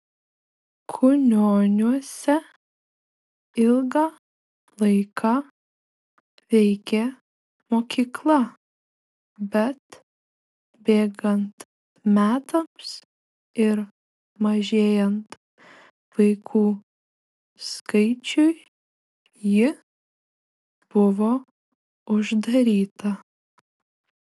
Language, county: Lithuanian, Šiauliai